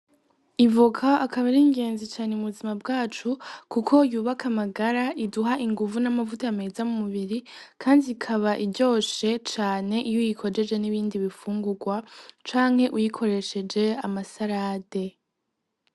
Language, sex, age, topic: Rundi, female, 18-24, agriculture